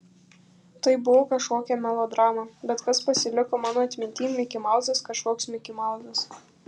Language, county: Lithuanian, Kaunas